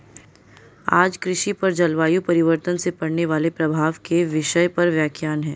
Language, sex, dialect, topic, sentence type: Hindi, female, Marwari Dhudhari, agriculture, statement